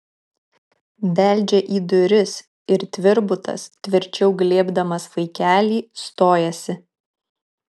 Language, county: Lithuanian, Kaunas